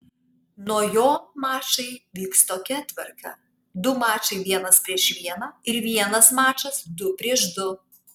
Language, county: Lithuanian, Kaunas